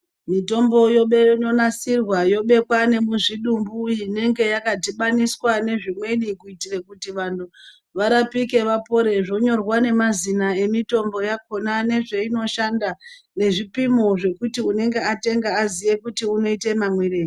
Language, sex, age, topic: Ndau, male, 36-49, health